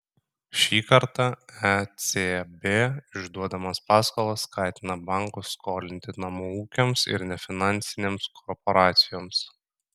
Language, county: Lithuanian, Kaunas